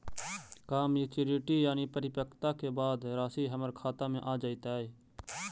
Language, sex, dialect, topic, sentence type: Magahi, male, Central/Standard, banking, question